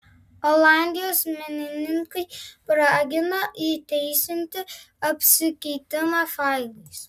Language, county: Lithuanian, Vilnius